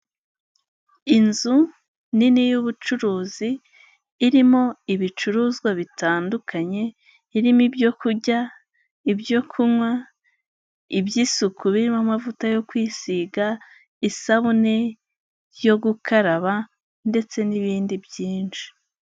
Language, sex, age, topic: Kinyarwanda, female, 18-24, health